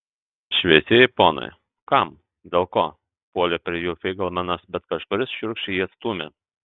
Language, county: Lithuanian, Telšiai